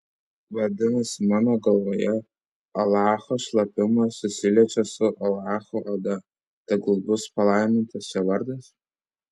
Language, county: Lithuanian, Vilnius